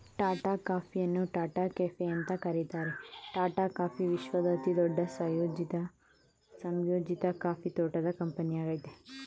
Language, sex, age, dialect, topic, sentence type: Kannada, male, 25-30, Mysore Kannada, agriculture, statement